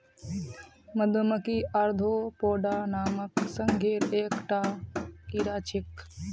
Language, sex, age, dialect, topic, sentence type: Magahi, female, 60-100, Northeastern/Surjapuri, agriculture, statement